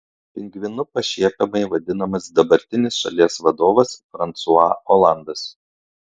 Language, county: Lithuanian, Klaipėda